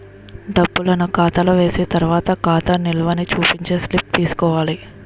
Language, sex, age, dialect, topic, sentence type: Telugu, female, 25-30, Utterandhra, banking, statement